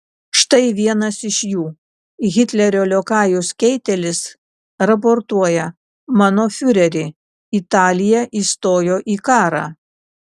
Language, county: Lithuanian, Kaunas